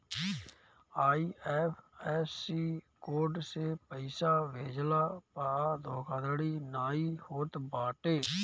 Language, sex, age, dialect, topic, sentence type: Bhojpuri, male, 25-30, Northern, banking, statement